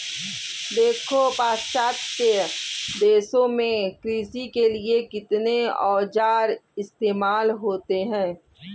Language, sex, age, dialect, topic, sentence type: Hindi, male, 41-45, Kanauji Braj Bhasha, agriculture, statement